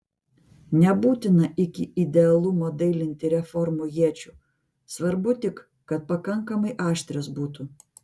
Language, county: Lithuanian, Vilnius